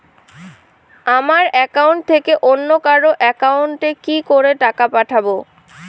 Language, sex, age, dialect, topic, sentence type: Bengali, female, 18-24, Rajbangshi, banking, question